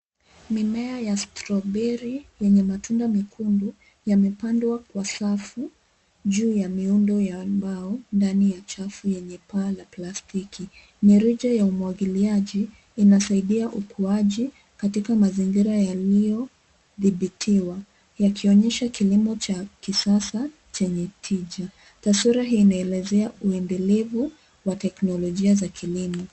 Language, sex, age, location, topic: Swahili, female, 25-35, Nairobi, agriculture